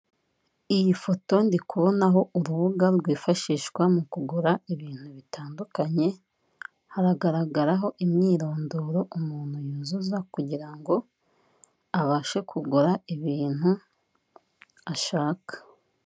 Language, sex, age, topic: Kinyarwanda, female, 25-35, finance